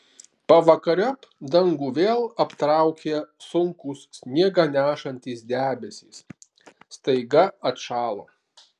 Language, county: Lithuanian, Alytus